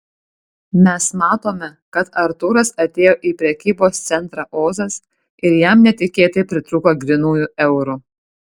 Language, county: Lithuanian, Kaunas